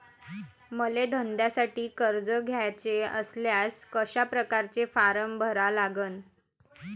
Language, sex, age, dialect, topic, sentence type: Marathi, female, 18-24, Varhadi, banking, question